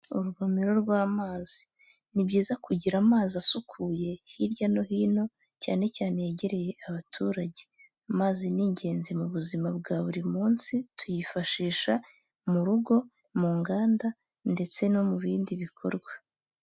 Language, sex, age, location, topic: Kinyarwanda, female, 18-24, Kigali, health